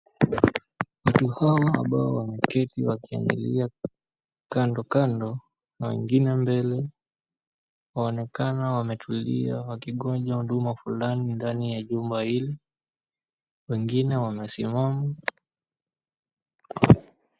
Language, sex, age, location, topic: Swahili, male, 18-24, Mombasa, government